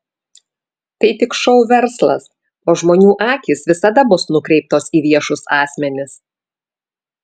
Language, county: Lithuanian, Vilnius